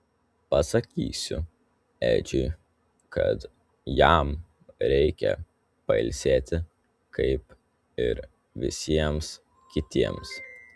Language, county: Lithuanian, Telšiai